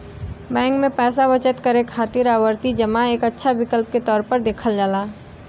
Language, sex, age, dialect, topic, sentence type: Bhojpuri, female, 18-24, Western, banking, statement